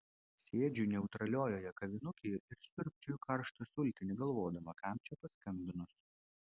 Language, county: Lithuanian, Vilnius